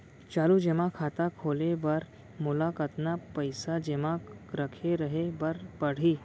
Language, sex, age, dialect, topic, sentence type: Chhattisgarhi, female, 18-24, Central, banking, question